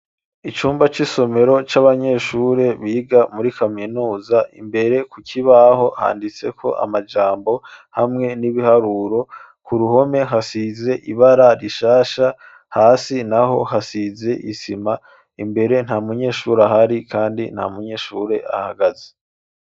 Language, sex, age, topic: Rundi, male, 25-35, education